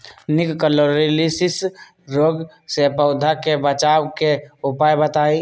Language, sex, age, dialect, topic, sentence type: Magahi, male, 18-24, Western, agriculture, question